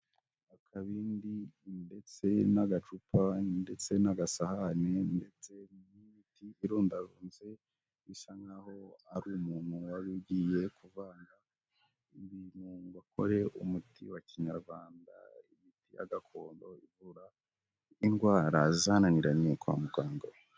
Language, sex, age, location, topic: Kinyarwanda, male, 18-24, Huye, health